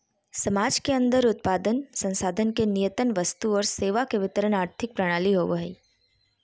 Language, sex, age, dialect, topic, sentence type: Magahi, female, 31-35, Southern, banking, statement